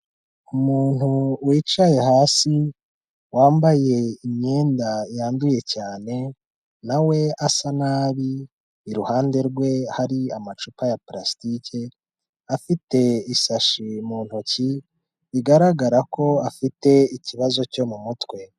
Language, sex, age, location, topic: Kinyarwanda, male, 25-35, Kigali, health